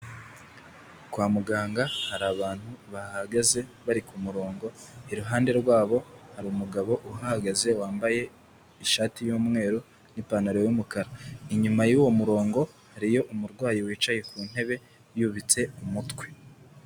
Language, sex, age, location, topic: Kinyarwanda, male, 18-24, Nyagatare, health